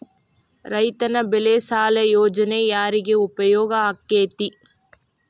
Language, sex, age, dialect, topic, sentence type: Kannada, female, 18-24, Dharwad Kannada, agriculture, question